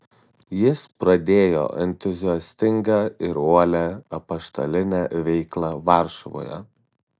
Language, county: Lithuanian, Šiauliai